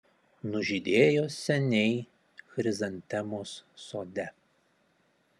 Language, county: Lithuanian, Šiauliai